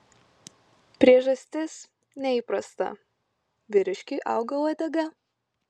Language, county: Lithuanian, Klaipėda